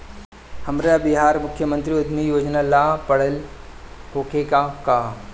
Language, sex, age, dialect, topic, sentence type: Bhojpuri, male, 18-24, Northern, banking, question